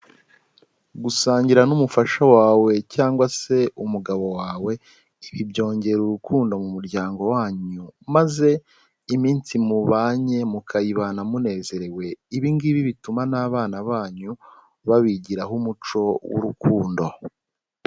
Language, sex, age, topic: Kinyarwanda, male, 18-24, health